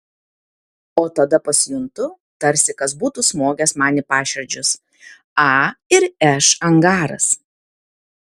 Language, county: Lithuanian, Kaunas